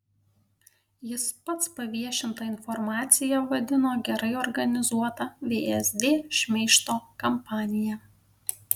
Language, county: Lithuanian, Panevėžys